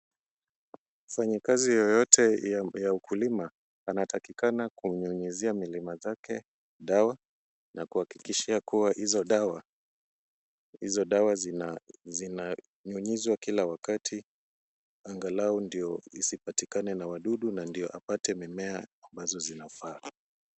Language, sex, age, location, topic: Swahili, male, 36-49, Kisumu, health